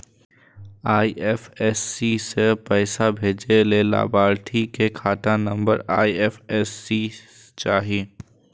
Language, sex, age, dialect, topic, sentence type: Maithili, male, 18-24, Eastern / Thethi, banking, statement